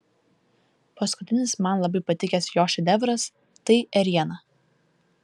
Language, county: Lithuanian, Vilnius